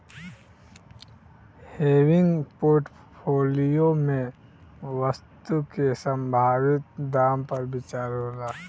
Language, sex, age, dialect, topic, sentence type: Bhojpuri, male, 18-24, Southern / Standard, banking, statement